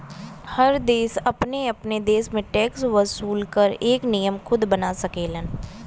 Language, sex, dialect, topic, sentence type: Bhojpuri, female, Western, banking, statement